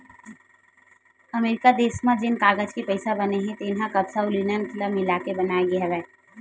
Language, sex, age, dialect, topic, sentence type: Chhattisgarhi, female, 18-24, Western/Budati/Khatahi, agriculture, statement